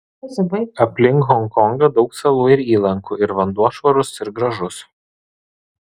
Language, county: Lithuanian, Vilnius